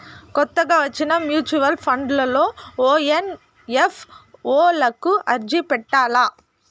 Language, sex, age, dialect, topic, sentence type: Telugu, female, 41-45, Southern, banking, statement